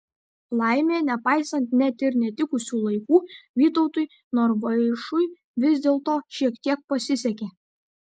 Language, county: Lithuanian, Kaunas